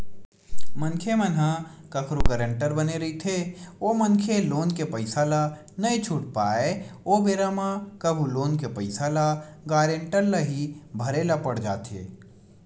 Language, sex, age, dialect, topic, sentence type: Chhattisgarhi, male, 18-24, Western/Budati/Khatahi, banking, statement